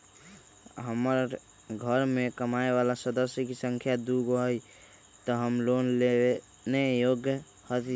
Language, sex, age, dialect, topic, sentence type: Magahi, male, 25-30, Western, banking, question